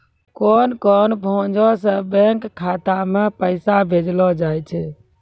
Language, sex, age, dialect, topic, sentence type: Maithili, female, 41-45, Angika, banking, statement